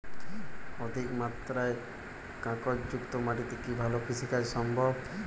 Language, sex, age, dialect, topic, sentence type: Bengali, male, 18-24, Jharkhandi, agriculture, question